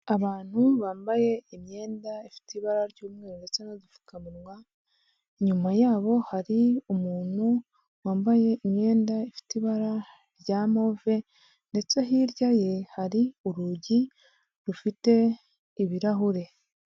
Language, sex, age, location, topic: Kinyarwanda, female, 25-35, Huye, health